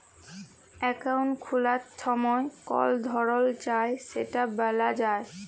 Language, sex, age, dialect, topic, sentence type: Bengali, female, 18-24, Jharkhandi, banking, statement